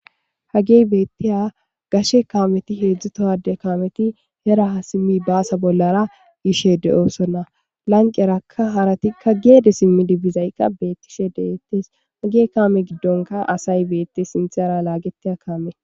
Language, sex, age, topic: Gamo, female, 18-24, government